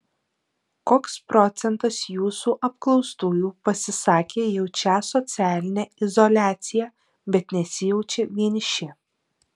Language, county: Lithuanian, Alytus